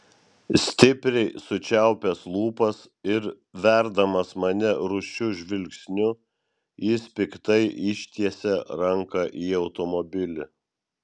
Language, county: Lithuanian, Vilnius